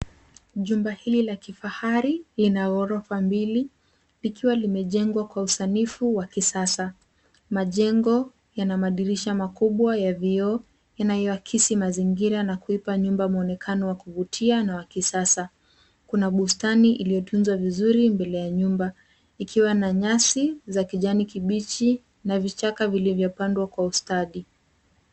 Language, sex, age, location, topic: Swahili, female, 18-24, Nairobi, finance